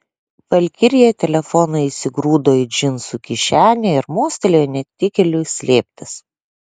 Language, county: Lithuanian, Klaipėda